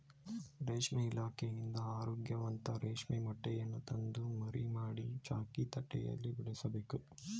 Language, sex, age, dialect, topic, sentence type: Kannada, male, 18-24, Mysore Kannada, agriculture, statement